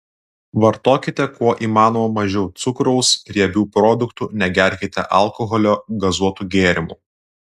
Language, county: Lithuanian, Klaipėda